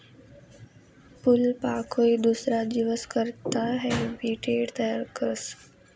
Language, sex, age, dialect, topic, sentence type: Marathi, female, 18-24, Northern Konkan, agriculture, statement